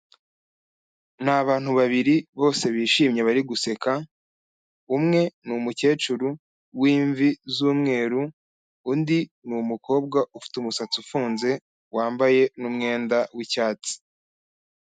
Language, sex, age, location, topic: Kinyarwanda, male, 25-35, Kigali, health